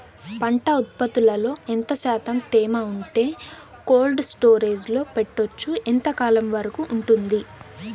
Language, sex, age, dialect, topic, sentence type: Telugu, female, 18-24, Southern, agriculture, question